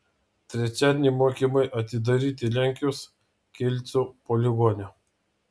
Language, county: Lithuanian, Vilnius